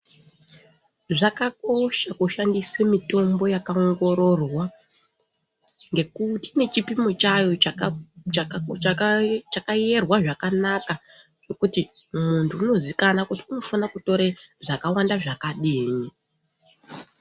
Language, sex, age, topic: Ndau, female, 25-35, health